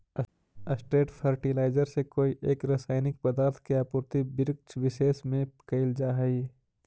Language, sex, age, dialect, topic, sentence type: Magahi, male, 25-30, Central/Standard, banking, statement